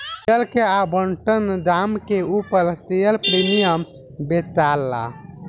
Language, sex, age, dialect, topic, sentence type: Bhojpuri, male, 18-24, Southern / Standard, banking, statement